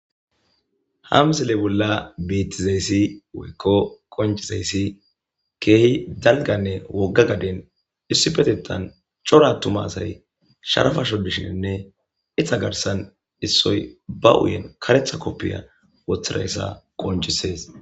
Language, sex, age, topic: Gamo, male, 25-35, agriculture